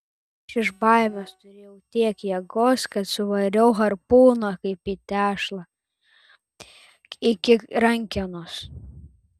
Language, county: Lithuanian, Telšiai